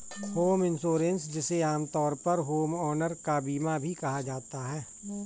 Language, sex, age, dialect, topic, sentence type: Hindi, male, 41-45, Kanauji Braj Bhasha, banking, statement